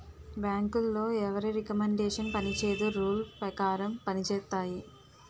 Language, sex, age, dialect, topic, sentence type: Telugu, female, 18-24, Utterandhra, banking, statement